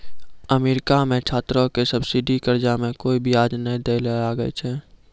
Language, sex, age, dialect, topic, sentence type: Maithili, male, 41-45, Angika, banking, statement